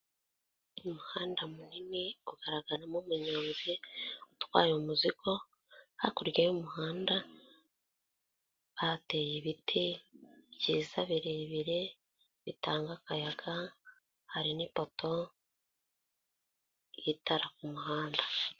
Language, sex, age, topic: Kinyarwanda, female, 25-35, government